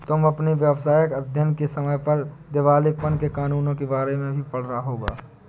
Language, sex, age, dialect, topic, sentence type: Hindi, male, 18-24, Awadhi Bundeli, banking, statement